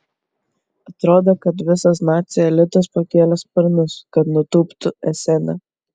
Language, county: Lithuanian, Kaunas